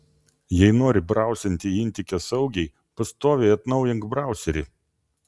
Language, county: Lithuanian, Vilnius